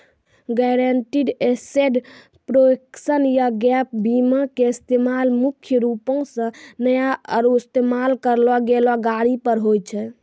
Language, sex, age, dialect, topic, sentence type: Maithili, female, 18-24, Angika, banking, statement